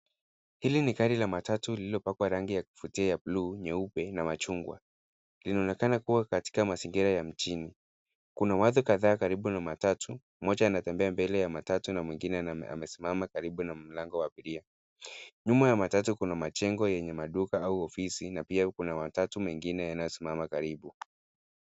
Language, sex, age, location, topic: Swahili, male, 50+, Nairobi, government